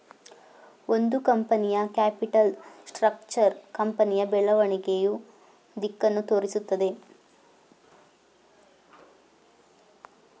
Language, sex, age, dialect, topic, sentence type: Kannada, female, 41-45, Mysore Kannada, banking, statement